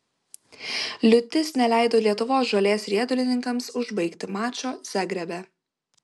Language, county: Lithuanian, Vilnius